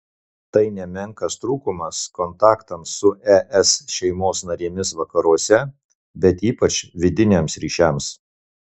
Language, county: Lithuanian, Marijampolė